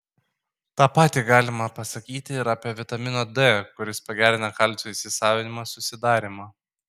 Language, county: Lithuanian, Kaunas